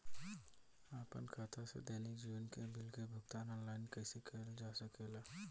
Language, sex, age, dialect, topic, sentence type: Bhojpuri, male, 18-24, Southern / Standard, banking, question